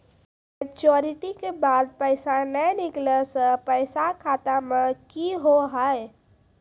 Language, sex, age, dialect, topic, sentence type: Maithili, female, 36-40, Angika, banking, question